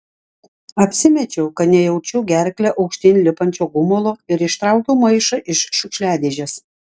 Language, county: Lithuanian, Klaipėda